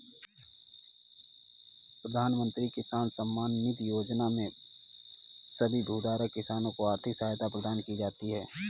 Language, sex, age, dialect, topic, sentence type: Hindi, male, 18-24, Kanauji Braj Bhasha, agriculture, statement